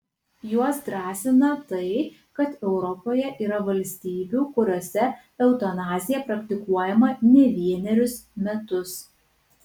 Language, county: Lithuanian, Kaunas